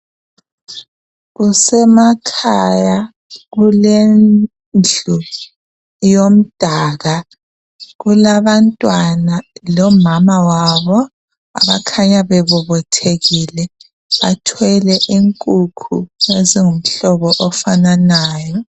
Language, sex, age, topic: North Ndebele, female, 25-35, health